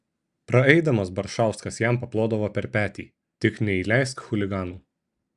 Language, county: Lithuanian, Šiauliai